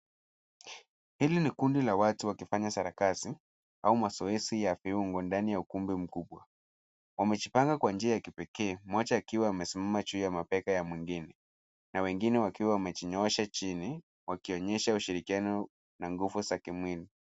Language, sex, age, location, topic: Swahili, male, 50+, Nairobi, government